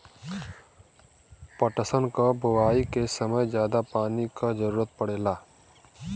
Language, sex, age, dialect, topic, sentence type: Bhojpuri, male, 25-30, Western, agriculture, statement